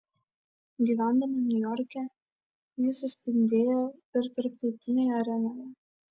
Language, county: Lithuanian, Šiauliai